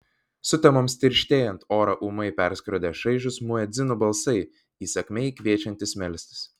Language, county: Lithuanian, Vilnius